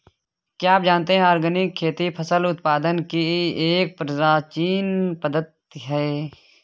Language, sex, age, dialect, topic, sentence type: Hindi, male, 18-24, Kanauji Braj Bhasha, agriculture, statement